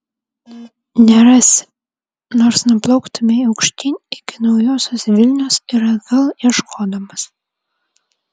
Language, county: Lithuanian, Vilnius